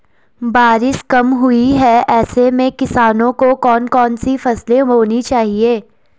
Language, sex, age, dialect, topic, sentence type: Hindi, female, 18-24, Garhwali, agriculture, question